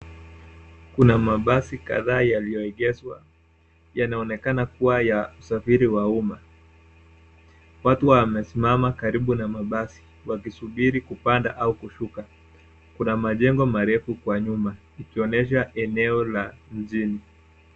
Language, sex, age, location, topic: Swahili, male, 18-24, Nairobi, government